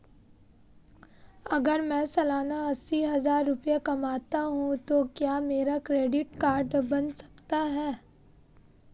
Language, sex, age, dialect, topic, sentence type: Hindi, female, 18-24, Marwari Dhudhari, banking, question